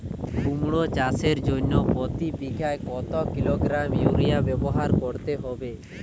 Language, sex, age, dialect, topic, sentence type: Bengali, male, 18-24, Western, agriculture, question